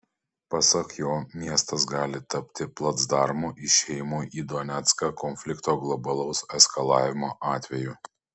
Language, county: Lithuanian, Panevėžys